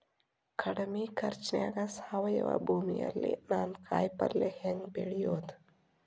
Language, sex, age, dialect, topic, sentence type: Kannada, female, 36-40, Dharwad Kannada, agriculture, question